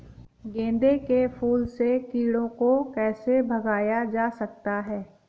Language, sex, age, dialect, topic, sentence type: Hindi, female, 31-35, Awadhi Bundeli, agriculture, question